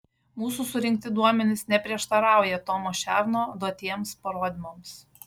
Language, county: Lithuanian, Šiauliai